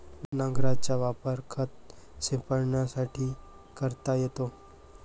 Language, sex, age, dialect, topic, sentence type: Marathi, male, 18-24, Varhadi, agriculture, statement